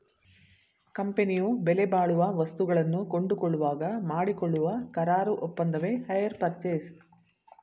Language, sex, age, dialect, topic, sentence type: Kannada, female, 60-100, Mysore Kannada, banking, statement